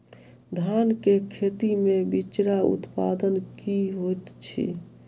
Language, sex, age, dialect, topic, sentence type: Maithili, male, 18-24, Southern/Standard, agriculture, question